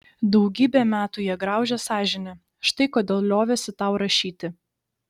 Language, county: Lithuanian, Šiauliai